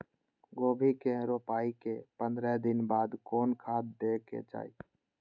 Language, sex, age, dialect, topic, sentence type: Maithili, male, 18-24, Eastern / Thethi, agriculture, question